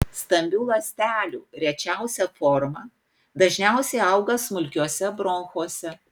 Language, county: Lithuanian, Panevėžys